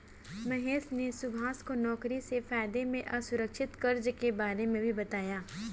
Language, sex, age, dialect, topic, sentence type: Hindi, female, 18-24, Kanauji Braj Bhasha, banking, statement